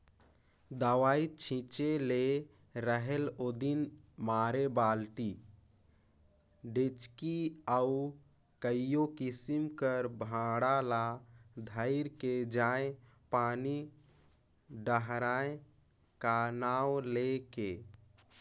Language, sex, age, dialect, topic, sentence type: Chhattisgarhi, male, 18-24, Northern/Bhandar, agriculture, statement